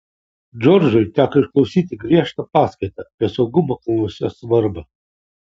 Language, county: Lithuanian, Kaunas